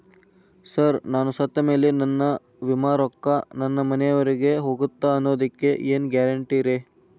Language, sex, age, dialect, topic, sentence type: Kannada, male, 18-24, Dharwad Kannada, banking, question